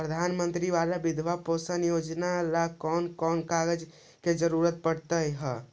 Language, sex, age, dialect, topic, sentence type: Magahi, male, 25-30, Central/Standard, banking, question